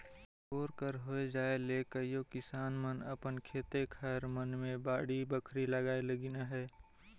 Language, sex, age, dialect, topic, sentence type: Chhattisgarhi, male, 18-24, Northern/Bhandar, agriculture, statement